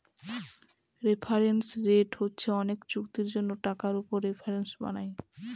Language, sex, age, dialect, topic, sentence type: Bengali, female, 25-30, Northern/Varendri, banking, statement